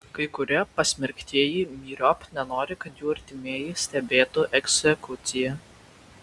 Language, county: Lithuanian, Vilnius